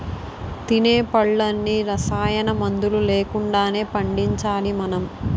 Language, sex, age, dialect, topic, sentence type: Telugu, female, 18-24, Utterandhra, agriculture, statement